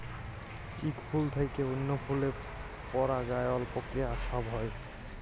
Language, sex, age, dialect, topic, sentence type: Bengali, male, 18-24, Jharkhandi, agriculture, statement